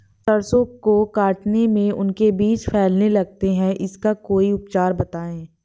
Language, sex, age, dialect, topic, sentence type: Hindi, female, 18-24, Awadhi Bundeli, agriculture, question